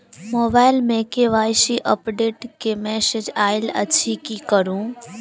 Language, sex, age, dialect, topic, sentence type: Maithili, female, 18-24, Southern/Standard, banking, question